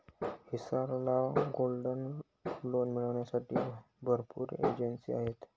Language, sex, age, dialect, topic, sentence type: Marathi, male, 18-24, Northern Konkan, banking, statement